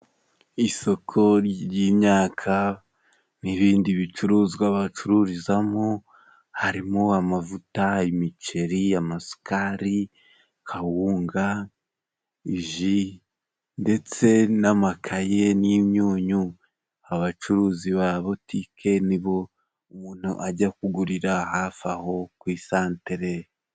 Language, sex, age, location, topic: Kinyarwanda, male, 18-24, Musanze, finance